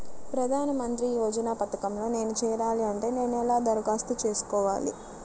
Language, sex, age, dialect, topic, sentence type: Telugu, female, 60-100, Central/Coastal, banking, question